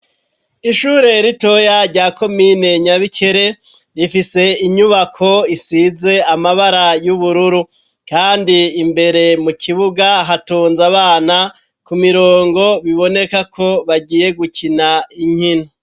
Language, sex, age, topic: Rundi, male, 36-49, education